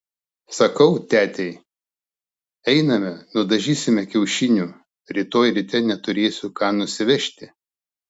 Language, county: Lithuanian, Klaipėda